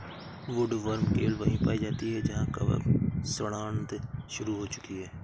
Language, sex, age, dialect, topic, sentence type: Hindi, male, 56-60, Awadhi Bundeli, agriculture, statement